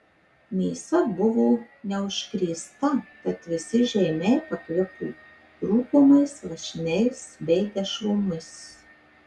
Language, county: Lithuanian, Marijampolė